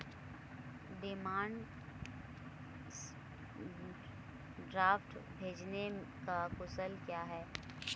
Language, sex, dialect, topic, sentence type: Hindi, female, Marwari Dhudhari, banking, question